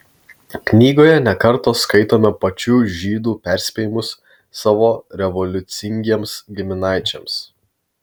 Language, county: Lithuanian, Vilnius